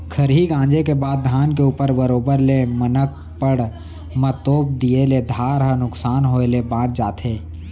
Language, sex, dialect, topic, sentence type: Chhattisgarhi, male, Central, agriculture, statement